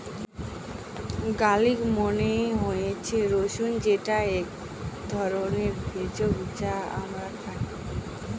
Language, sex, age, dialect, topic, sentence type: Bengali, female, 18-24, Northern/Varendri, agriculture, statement